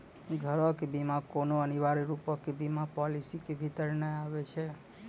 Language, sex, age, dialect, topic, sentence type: Maithili, male, 25-30, Angika, banking, statement